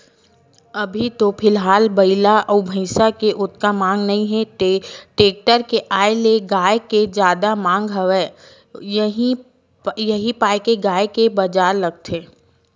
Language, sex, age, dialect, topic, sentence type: Chhattisgarhi, female, 25-30, Western/Budati/Khatahi, agriculture, statement